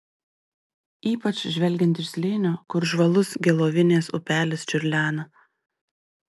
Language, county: Lithuanian, Panevėžys